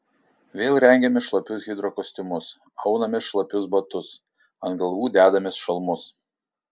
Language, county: Lithuanian, Šiauliai